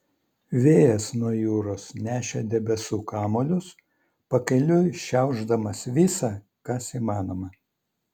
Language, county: Lithuanian, Vilnius